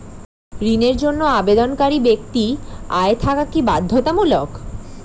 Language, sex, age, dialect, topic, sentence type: Bengali, female, 18-24, Standard Colloquial, banking, question